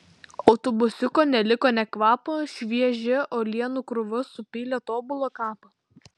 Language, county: Lithuanian, Vilnius